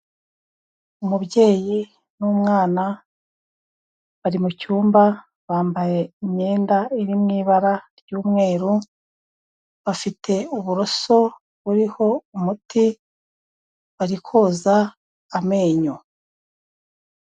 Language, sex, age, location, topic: Kinyarwanda, female, 36-49, Kigali, health